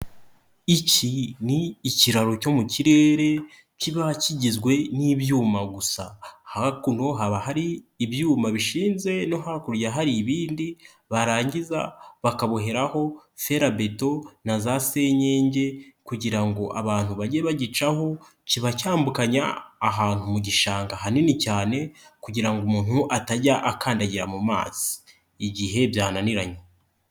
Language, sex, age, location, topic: Kinyarwanda, male, 25-35, Nyagatare, government